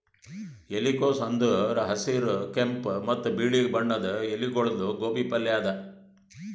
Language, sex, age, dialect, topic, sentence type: Kannada, male, 60-100, Northeastern, agriculture, statement